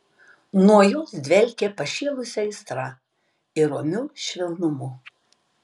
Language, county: Lithuanian, Tauragė